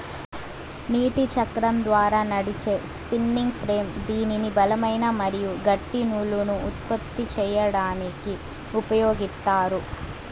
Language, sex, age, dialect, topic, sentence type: Telugu, female, 18-24, Southern, agriculture, statement